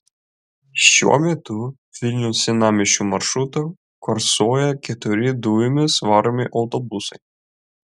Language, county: Lithuanian, Vilnius